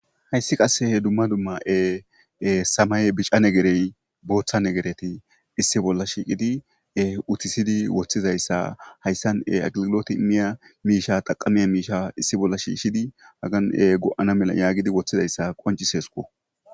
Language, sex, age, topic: Gamo, male, 25-35, government